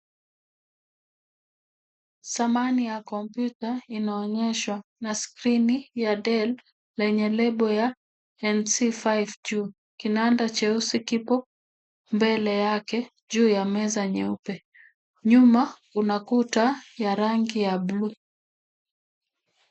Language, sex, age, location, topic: Swahili, female, 50+, Kisumu, education